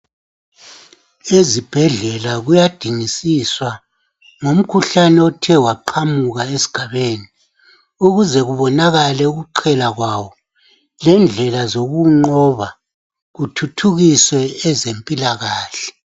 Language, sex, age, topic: North Ndebele, male, 50+, health